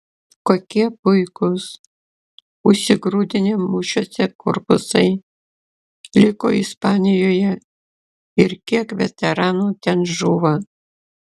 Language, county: Lithuanian, Klaipėda